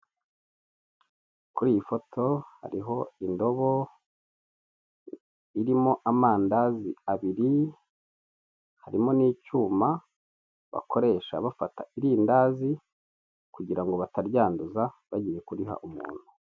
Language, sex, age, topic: Kinyarwanda, male, 36-49, finance